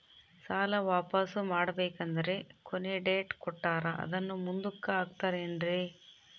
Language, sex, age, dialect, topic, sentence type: Kannada, female, 31-35, Central, banking, question